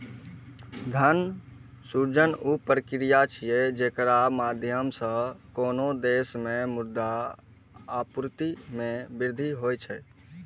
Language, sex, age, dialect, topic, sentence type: Maithili, male, 18-24, Eastern / Thethi, banking, statement